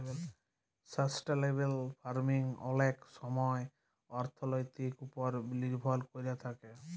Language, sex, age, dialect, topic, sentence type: Bengali, male, 31-35, Jharkhandi, agriculture, statement